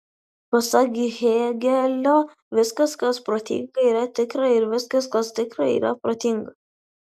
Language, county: Lithuanian, Vilnius